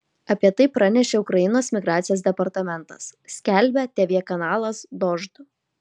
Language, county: Lithuanian, Kaunas